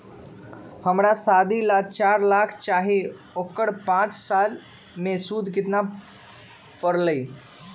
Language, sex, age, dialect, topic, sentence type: Magahi, male, 18-24, Western, banking, question